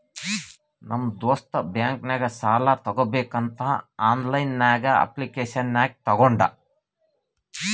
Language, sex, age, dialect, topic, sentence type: Kannada, female, 41-45, Northeastern, banking, statement